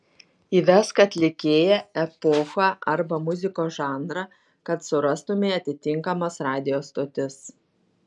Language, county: Lithuanian, Šiauliai